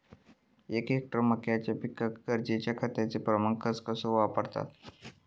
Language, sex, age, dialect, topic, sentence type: Marathi, male, 18-24, Southern Konkan, agriculture, question